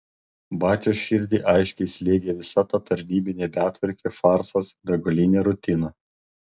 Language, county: Lithuanian, Panevėžys